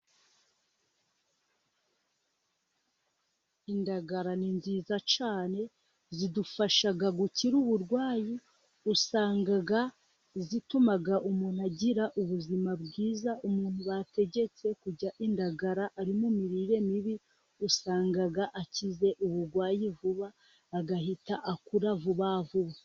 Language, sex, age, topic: Kinyarwanda, female, 25-35, agriculture